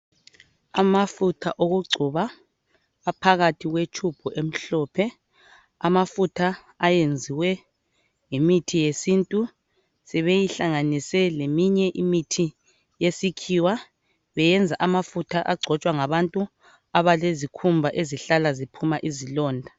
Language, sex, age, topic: North Ndebele, female, 25-35, health